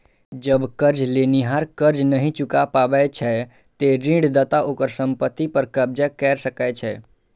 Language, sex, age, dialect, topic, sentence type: Maithili, male, 51-55, Eastern / Thethi, banking, statement